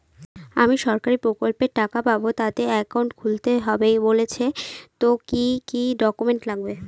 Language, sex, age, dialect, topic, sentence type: Bengali, female, 18-24, Northern/Varendri, banking, question